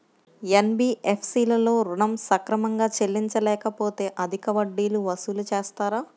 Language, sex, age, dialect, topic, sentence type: Telugu, female, 31-35, Central/Coastal, banking, question